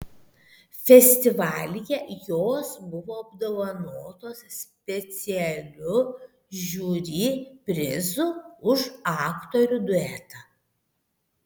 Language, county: Lithuanian, Šiauliai